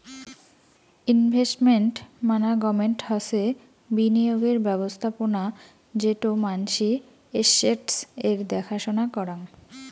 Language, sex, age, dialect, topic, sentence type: Bengali, female, 18-24, Rajbangshi, banking, statement